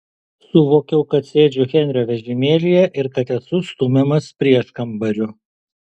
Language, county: Lithuanian, Alytus